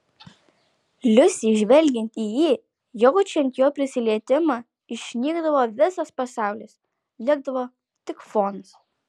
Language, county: Lithuanian, Alytus